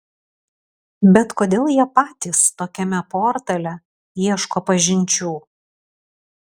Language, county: Lithuanian, Alytus